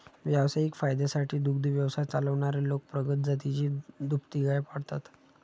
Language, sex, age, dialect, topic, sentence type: Marathi, male, 31-35, Standard Marathi, agriculture, statement